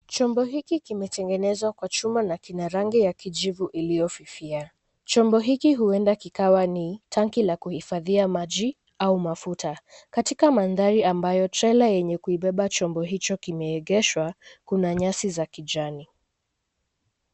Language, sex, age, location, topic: Swahili, female, 18-24, Nairobi, government